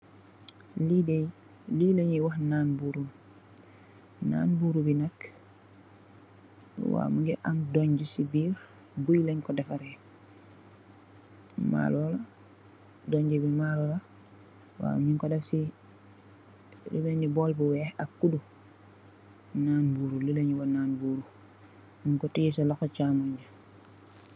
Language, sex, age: Wolof, female, 25-35